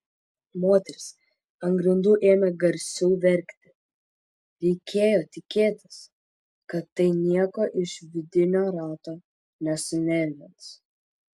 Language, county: Lithuanian, Vilnius